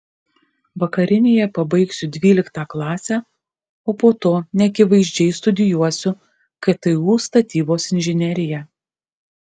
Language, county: Lithuanian, Kaunas